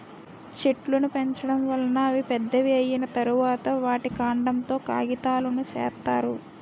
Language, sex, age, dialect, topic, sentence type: Telugu, female, 18-24, Utterandhra, agriculture, statement